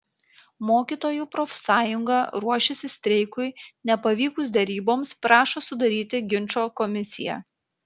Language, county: Lithuanian, Kaunas